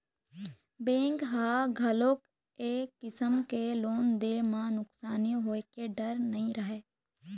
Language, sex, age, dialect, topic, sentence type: Chhattisgarhi, female, 51-55, Eastern, banking, statement